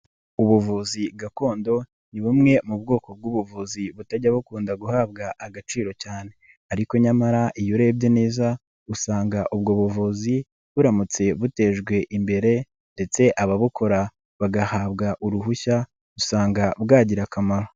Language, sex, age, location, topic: Kinyarwanda, male, 25-35, Nyagatare, health